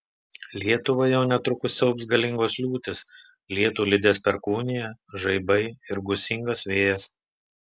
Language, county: Lithuanian, Telšiai